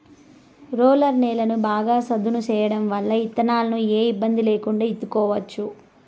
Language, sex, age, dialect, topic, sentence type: Telugu, male, 31-35, Southern, agriculture, statement